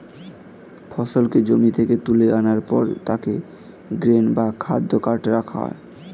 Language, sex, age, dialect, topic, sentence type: Bengali, male, 18-24, Standard Colloquial, agriculture, statement